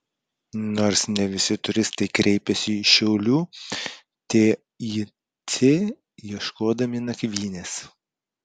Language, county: Lithuanian, Klaipėda